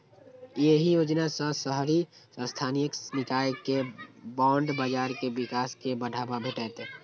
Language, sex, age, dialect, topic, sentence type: Maithili, male, 18-24, Eastern / Thethi, banking, statement